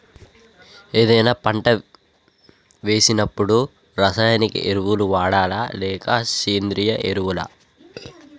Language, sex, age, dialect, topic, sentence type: Telugu, male, 51-55, Telangana, agriculture, question